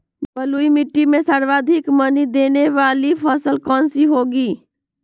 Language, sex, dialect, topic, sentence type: Magahi, female, Western, agriculture, question